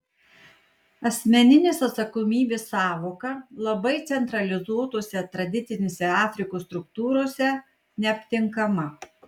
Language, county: Lithuanian, Kaunas